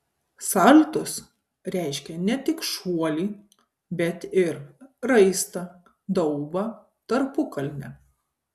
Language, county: Lithuanian, Kaunas